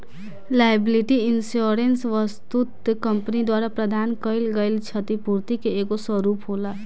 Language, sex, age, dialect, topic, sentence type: Bhojpuri, female, 18-24, Southern / Standard, banking, statement